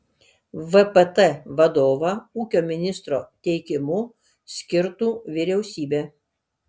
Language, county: Lithuanian, Kaunas